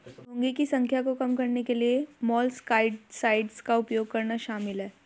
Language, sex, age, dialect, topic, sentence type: Hindi, female, 18-24, Hindustani Malvi Khadi Boli, agriculture, statement